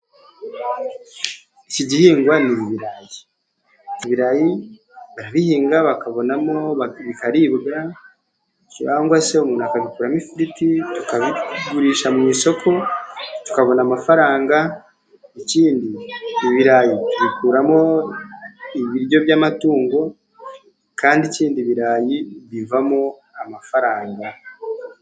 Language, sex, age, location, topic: Kinyarwanda, male, 50+, Musanze, agriculture